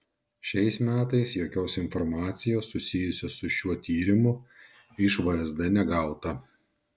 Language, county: Lithuanian, Šiauliai